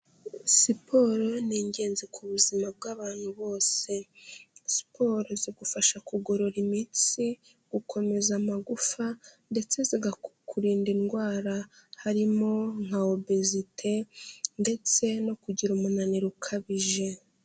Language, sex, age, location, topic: Kinyarwanda, female, 18-24, Kigali, health